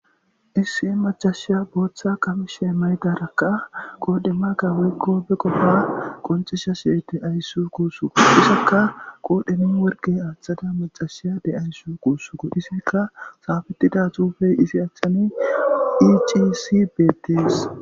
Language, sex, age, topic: Gamo, male, 18-24, government